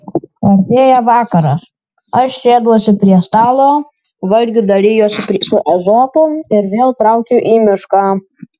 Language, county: Lithuanian, Vilnius